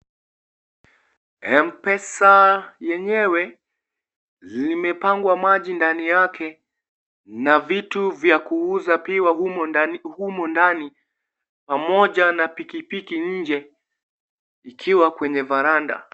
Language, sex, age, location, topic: Swahili, male, 18-24, Kisii, finance